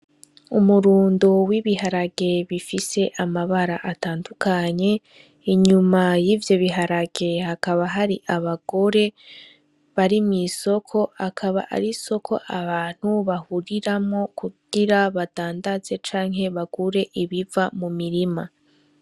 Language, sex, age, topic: Rundi, female, 18-24, agriculture